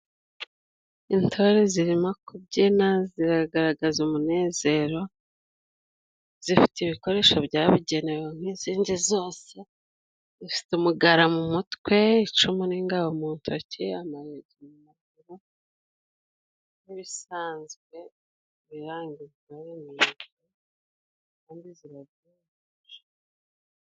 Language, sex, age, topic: Kinyarwanda, female, 36-49, government